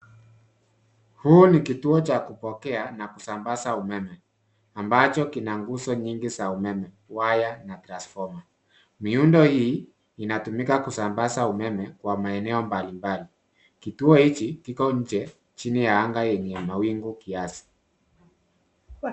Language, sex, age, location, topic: Swahili, male, 50+, Nairobi, government